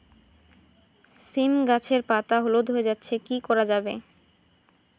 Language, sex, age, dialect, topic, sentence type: Bengali, female, 18-24, Rajbangshi, agriculture, question